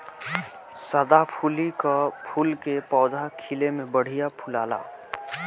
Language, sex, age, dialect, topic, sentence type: Bhojpuri, male, <18, Northern, agriculture, statement